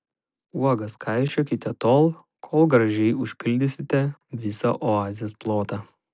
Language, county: Lithuanian, Šiauliai